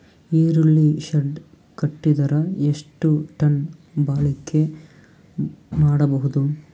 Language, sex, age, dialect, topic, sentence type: Kannada, male, 18-24, Northeastern, agriculture, question